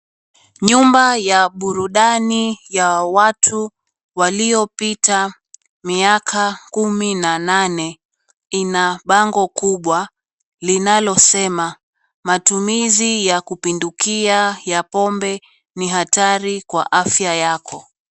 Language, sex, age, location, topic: Swahili, female, 25-35, Mombasa, government